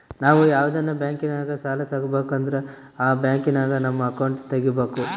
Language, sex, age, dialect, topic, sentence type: Kannada, male, 18-24, Central, banking, statement